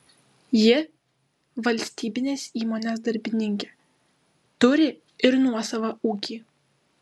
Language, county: Lithuanian, Klaipėda